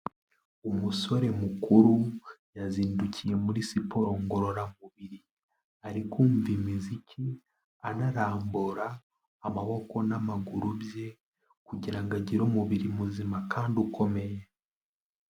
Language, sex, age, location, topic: Kinyarwanda, male, 18-24, Kigali, health